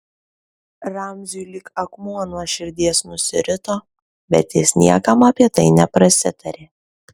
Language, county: Lithuanian, Kaunas